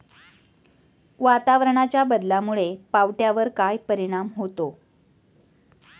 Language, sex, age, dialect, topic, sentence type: Marathi, female, 41-45, Standard Marathi, agriculture, question